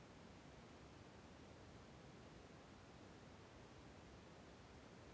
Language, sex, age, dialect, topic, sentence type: Kannada, male, 41-45, Central, agriculture, question